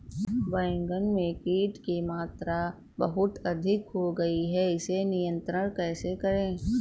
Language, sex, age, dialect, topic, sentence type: Hindi, female, 18-24, Awadhi Bundeli, agriculture, question